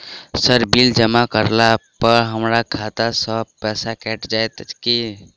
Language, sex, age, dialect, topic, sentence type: Maithili, male, 18-24, Southern/Standard, banking, question